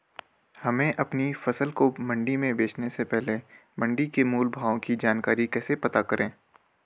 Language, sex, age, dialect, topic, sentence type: Hindi, male, 18-24, Garhwali, agriculture, question